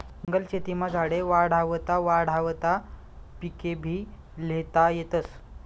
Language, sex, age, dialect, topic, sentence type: Marathi, male, 25-30, Northern Konkan, agriculture, statement